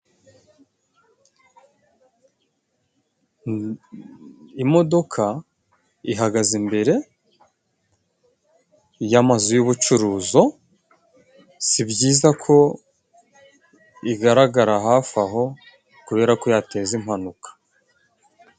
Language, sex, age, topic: Kinyarwanda, male, 25-35, finance